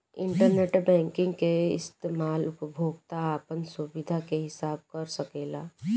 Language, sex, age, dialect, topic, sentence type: Bhojpuri, female, 18-24, Southern / Standard, banking, statement